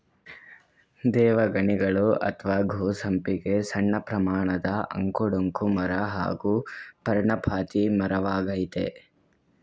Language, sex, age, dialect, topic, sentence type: Kannada, male, 18-24, Mysore Kannada, agriculture, statement